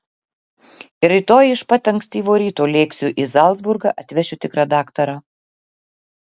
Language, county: Lithuanian, Klaipėda